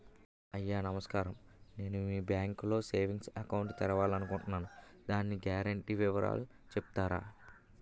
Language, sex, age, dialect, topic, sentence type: Telugu, male, 18-24, Utterandhra, banking, question